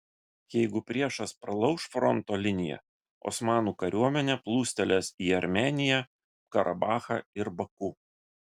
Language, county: Lithuanian, Vilnius